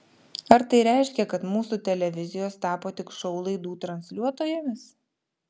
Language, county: Lithuanian, Vilnius